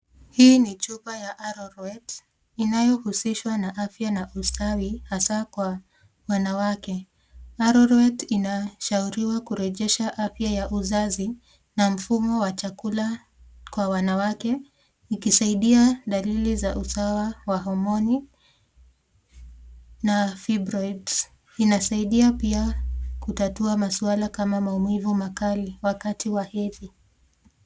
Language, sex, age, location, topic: Swahili, female, 25-35, Nakuru, health